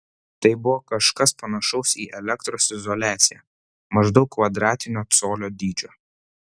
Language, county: Lithuanian, Vilnius